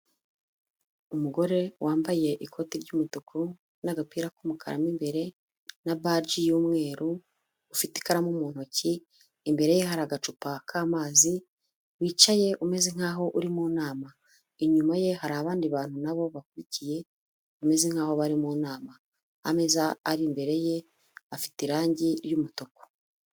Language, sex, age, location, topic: Kinyarwanda, female, 25-35, Huye, government